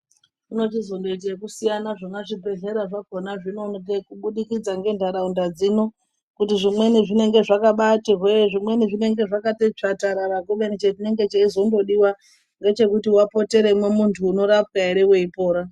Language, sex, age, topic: Ndau, male, 18-24, health